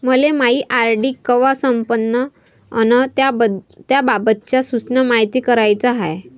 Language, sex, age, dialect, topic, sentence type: Marathi, female, 25-30, Varhadi, banking, statement